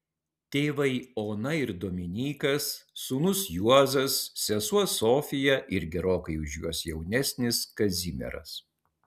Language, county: Lithuanian, Utena